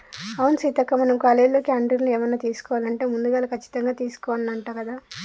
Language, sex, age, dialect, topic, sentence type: Telugu, female, 46-50, Telangana, banking, statement